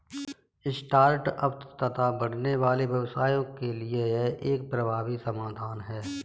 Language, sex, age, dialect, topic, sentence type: Hindi, female, 18-24, Kanauji Braj Bhasha, banking, statement